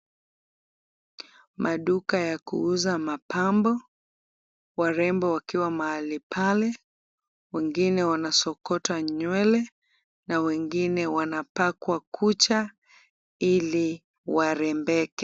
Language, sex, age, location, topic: Swahili, female, 25-35, Kisumu, finance